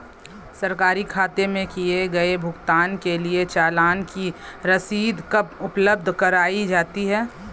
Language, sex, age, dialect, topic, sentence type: Hindi, female, 25-30, Hindustani Malvi Khadi Boli, banking, question